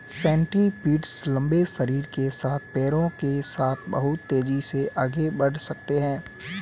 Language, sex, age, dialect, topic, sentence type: Hindi, male, 18-24, Marwari Dhudhari, agriculture, statement